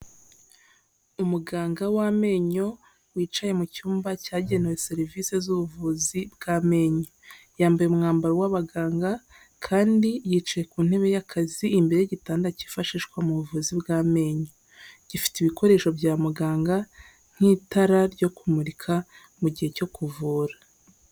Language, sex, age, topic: Kinyarwanda, female, 18-24, health